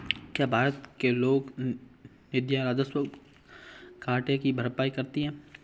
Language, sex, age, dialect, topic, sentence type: Hindi, male, 18-24, Marwari Dhudhari, banking, statement